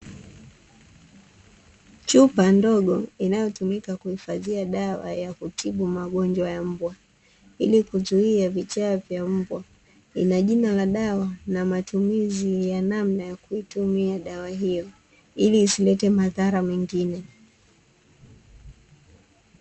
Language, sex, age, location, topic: Swahili, female, 18-24, Dar es Salaam, agriculture